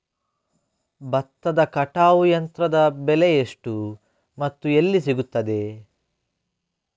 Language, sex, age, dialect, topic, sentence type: Kannada, male, 31-35, Coastal/Dakshin, agriculture, question